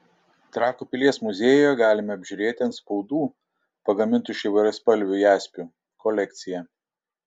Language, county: Lithuanian, Šiauliai